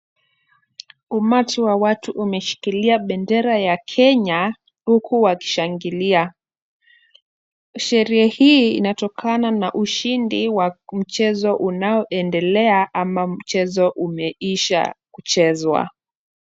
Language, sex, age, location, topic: Swahili, female, 25-35, Kisumu, government